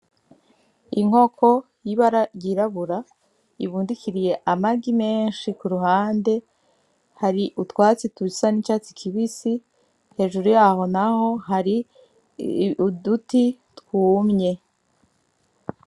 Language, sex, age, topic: Rundi, female, 25-35, agriculture